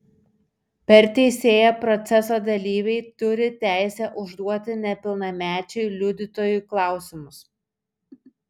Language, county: Lithuanian, Šiauliai